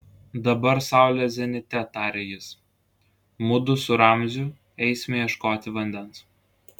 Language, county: Lithuanian, Klaipėda